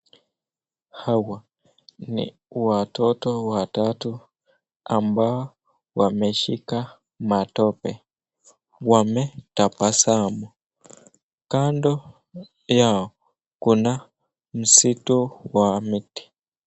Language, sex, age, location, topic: Swahili, male, 18-24, Nakuru, health